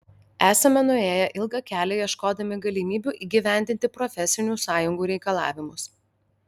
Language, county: Lithuanian, Alytus